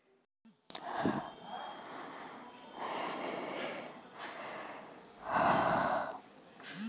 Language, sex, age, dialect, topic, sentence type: Bhojpuri, female, 18-24, Northern, banking, question